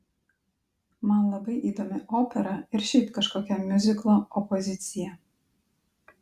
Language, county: Lithuanian, Klaipėda